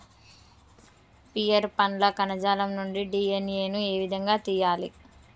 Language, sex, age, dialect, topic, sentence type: Telugu, female, 25-30, Telangana, agriculture, question